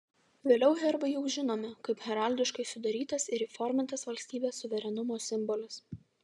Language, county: Lithuanian, Vilnius